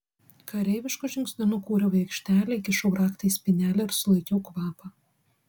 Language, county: Lithuanian, Vilnius